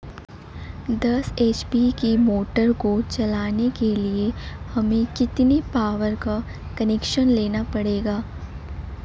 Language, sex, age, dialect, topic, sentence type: Hindi, male, 18-24, Marwari Dhudhari, agriculture, question